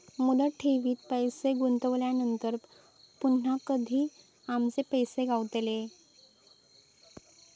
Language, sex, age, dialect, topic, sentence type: Marathi, female, 18-24, Southern Konkan, banking, question